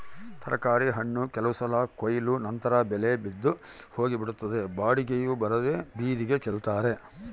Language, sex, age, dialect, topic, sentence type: Kannada, male, 51-55, Central, agriculture, statement